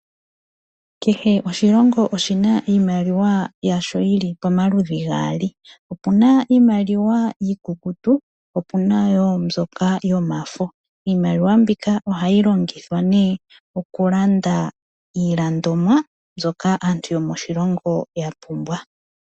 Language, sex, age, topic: Oshiwambo, female, 25-35, finance